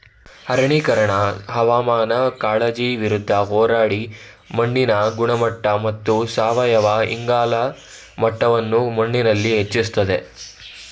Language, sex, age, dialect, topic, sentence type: Kannada, male, 31-35, Mysore Kannada, agriculture, statement